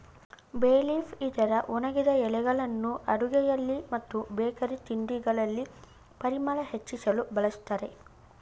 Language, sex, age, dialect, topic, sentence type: Kannada, female, 25-30, Mysore Kannada, agriculture, statement